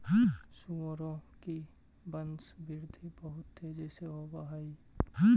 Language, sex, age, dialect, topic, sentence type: Magahi, male, 18-24, Central/Standard, agriculture, statement